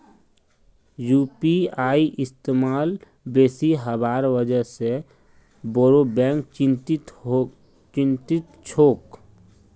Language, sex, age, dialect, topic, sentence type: Magahi, male, 25-30, Northeastern/Surjapuri, banking, statement